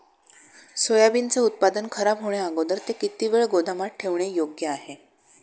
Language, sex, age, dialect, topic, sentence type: Marathi, female, 56-60, Standard Marathi, agriculture, question